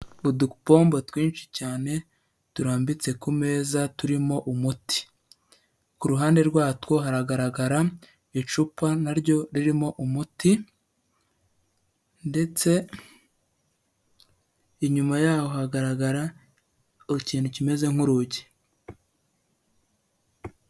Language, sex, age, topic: Kinyarwanda, male, 25-35, health